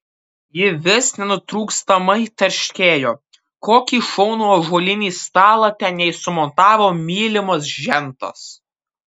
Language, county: Lithuanian, Kaunas